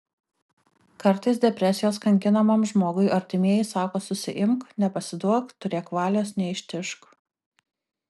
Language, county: Lithuanian, Kaunas